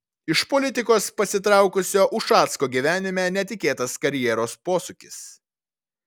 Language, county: Lithuanian, Vilnius